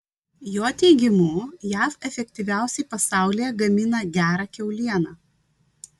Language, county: Lithuanian, Vilnius